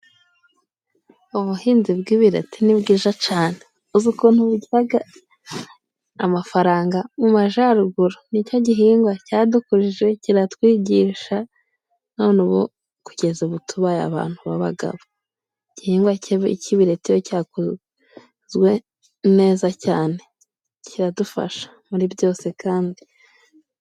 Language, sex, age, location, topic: Kinyarwanda, female, 25-35, Musanze, agriculture